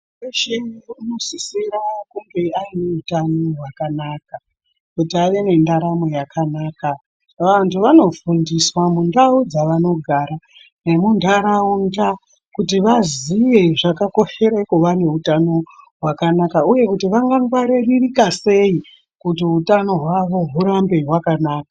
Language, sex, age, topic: Ndau, male, 18-24, health